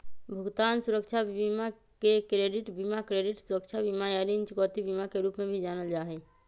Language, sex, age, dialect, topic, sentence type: Magahi, female, 25-30, Western, banking, statement